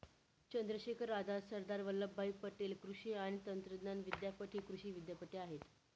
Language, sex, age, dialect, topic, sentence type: Marathi, female, 18-24, Northern Konkan, agriculture, statement